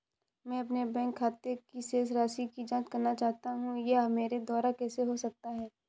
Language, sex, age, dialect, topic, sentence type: Hindi, female, 18-24, Awadhi Bundeli, banking, question